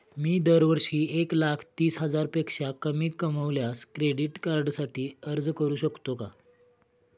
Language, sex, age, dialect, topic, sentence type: Marathi, male, 25-30, Standard Marathi, banking, question